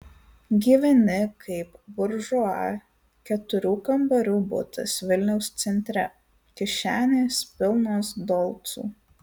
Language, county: Lithuanian, Alytus